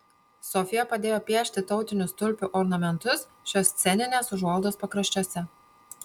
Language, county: Lithuanian, Panevėžys